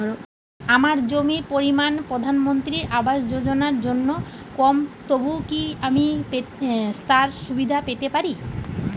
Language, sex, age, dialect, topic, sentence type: Bengali, female, 41-45, Standard Colloquial, banking, question